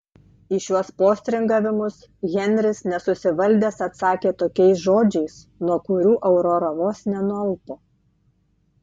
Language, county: Lithuanian, Tauragė